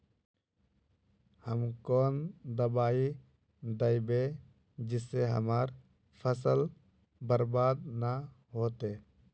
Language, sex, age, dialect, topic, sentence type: Magahi, male, 25-30, Northeastern/Surjapuri, agriculture, question